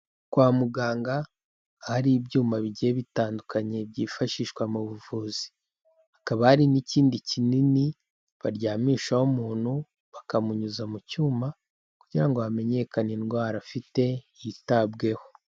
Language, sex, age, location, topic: Kinyarwanda, male, 18-24, Kigali, health